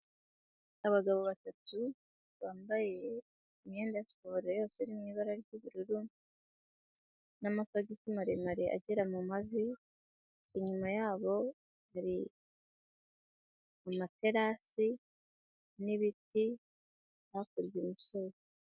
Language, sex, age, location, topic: Kinyarwanda, female, 25-35, Nyagatare, government